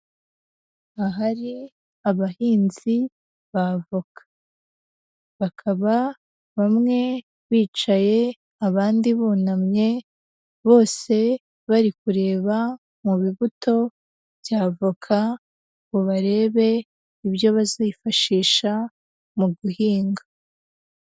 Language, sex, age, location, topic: Kinyarwanda, female, 18-24, Huye, agriculture